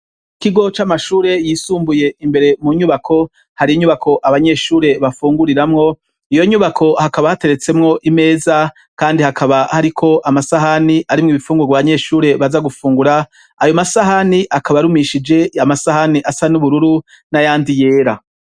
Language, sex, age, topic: Rundi, female, 25-35, education